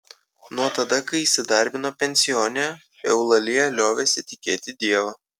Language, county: Lithuanian, Kaunas